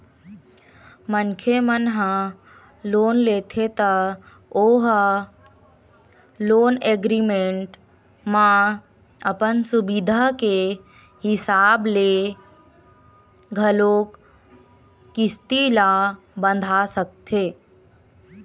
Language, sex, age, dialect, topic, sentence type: Chhattisgarhi, female, 60-100, Western/Budati/Khatahi, banking, statement